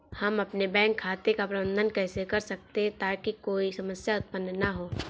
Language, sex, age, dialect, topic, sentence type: Hindi, female, 18-24, Awadhi Bundeli, banking, question